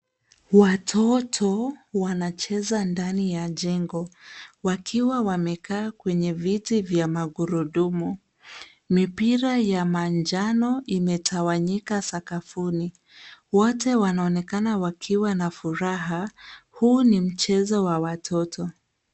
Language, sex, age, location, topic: Swahili, female, 36-49, Nairobi, education